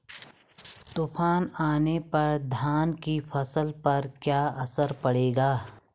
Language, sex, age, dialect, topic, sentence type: Hindi, female, 36-40, Garhwali, agriculture, question